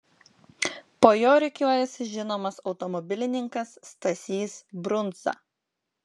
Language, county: Lithuanian, Klaipėda